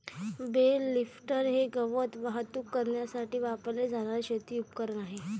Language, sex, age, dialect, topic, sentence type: Marathi, female, 18-24, Varhadi, agriculture, statement